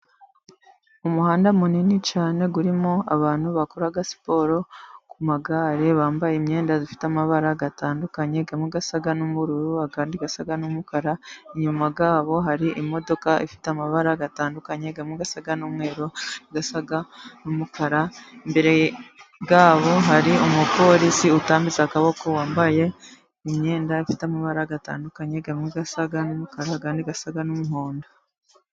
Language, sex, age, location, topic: Kinyarwanda, female, 25-35, Musanze, government